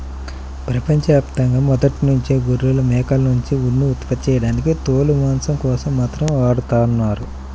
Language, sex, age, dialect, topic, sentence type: Telugu, male, 31-35, Central/Coastal, agriculture, statement